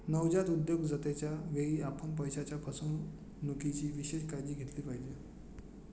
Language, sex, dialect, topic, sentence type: Marathi, male, Standard Marathi, banking, statement